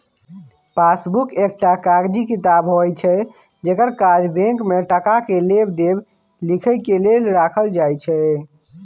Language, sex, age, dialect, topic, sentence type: Maithili, male, 25-30, Bajjika, banking, statement